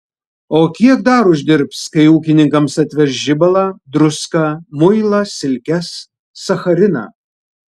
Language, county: Lithuanian, Vilnius